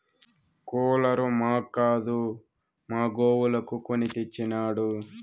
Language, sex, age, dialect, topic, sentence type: Telugu, male, 18-24, Southern, agriculture, statement